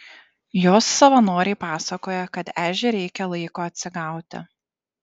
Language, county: Lithuanian, Šiauliai